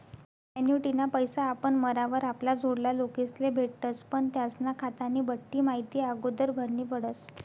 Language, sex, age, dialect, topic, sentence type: Marathi, female, 51-55, Northern Konkan, banking, statement